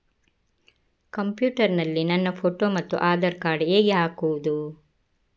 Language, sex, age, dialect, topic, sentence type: Kannada, female, 25-30, Coastal/Dakshin, banking, question